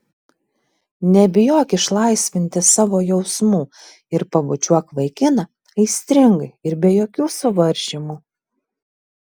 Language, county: Lithuanian, Vilnius